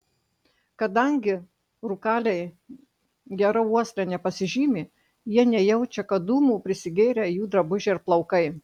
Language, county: Lithuanian, Marijampolė